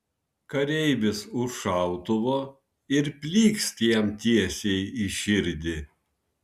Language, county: Lithuanian, Vilnius